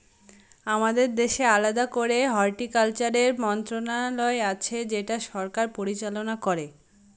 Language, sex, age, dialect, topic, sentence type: Bengali, female, 18-24, Northern/Varendri, agriculture, statement